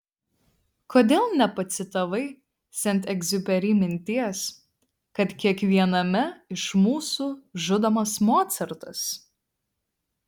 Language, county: Lithuanian, Vilnius